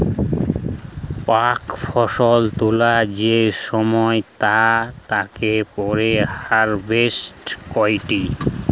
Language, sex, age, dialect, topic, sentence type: Bengali, male, 25-30, Western, agriculture, statement